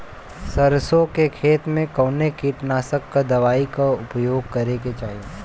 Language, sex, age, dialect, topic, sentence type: Bhojpuri, male, 18-24, Western, agriculture, question